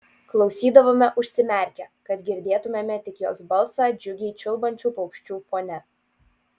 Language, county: Lithuanian, Utena